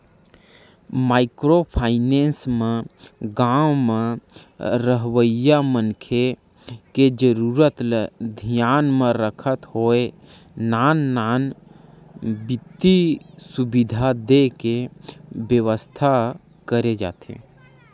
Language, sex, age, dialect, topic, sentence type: Chhattisgarhi, male, 25-30, Western/Budati/Khatahi, banking, statement